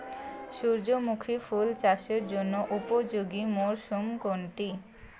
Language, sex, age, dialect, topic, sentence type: Bengali, female, 18-24, Rajbangshi, agriculture, question